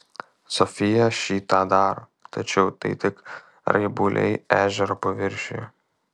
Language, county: Lithuanian, Kaunas